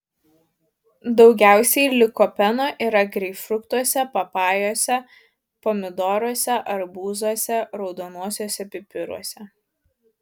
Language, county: Lithuanian, Vilnius